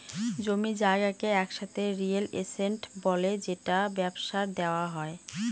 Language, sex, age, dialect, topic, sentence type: Bengali, female, 18-24, Northern/Varendri, banking, statement